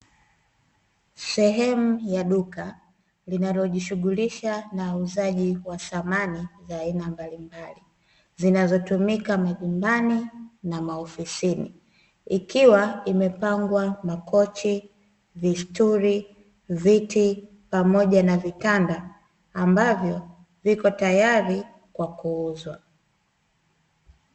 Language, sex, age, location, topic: Swahili, female, 25-35, Dar es Salaam, finance